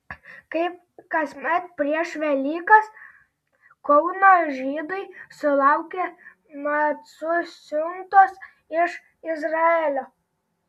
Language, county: Lithuanian, Telšiai